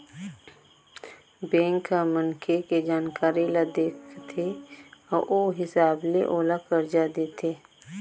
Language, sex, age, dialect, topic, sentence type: Chhattisgarhi, female, 25-30, Eastern, banking, statement